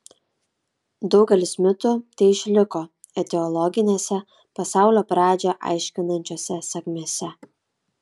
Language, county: Lithuanian, Kaunas